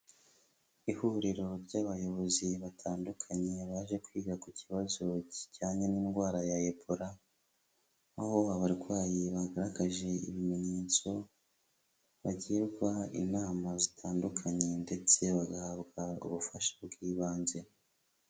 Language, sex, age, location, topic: Kinyarwanda, male, 25-35, Huye, health